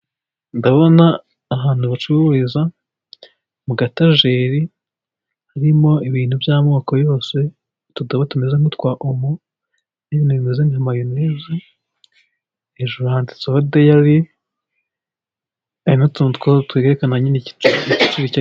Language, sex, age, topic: Kinyarwanda, male, 18-24, finance